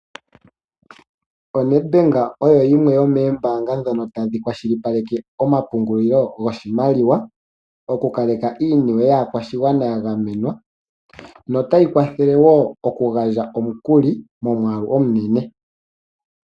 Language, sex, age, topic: Oshiwambo, male, 18-24, finance